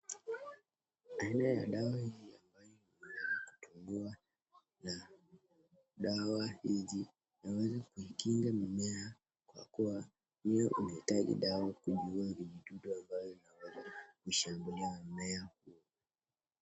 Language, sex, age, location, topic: Swahili, male, 18-24, Nakuru, health